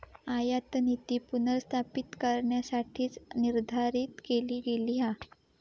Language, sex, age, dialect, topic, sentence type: Marathi, female, 18-24, Southern Konkan, banking, statement